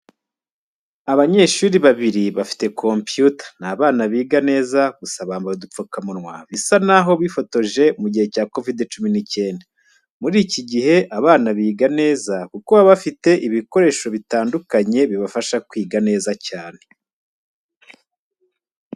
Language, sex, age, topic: Kinyarwanda, male, 25-35, education